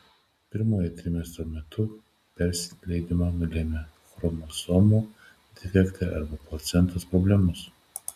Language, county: Lithuanian, Šiauliai